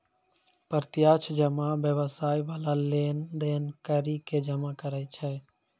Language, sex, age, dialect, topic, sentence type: Maithili, male, 56-60, Angika, banking, statement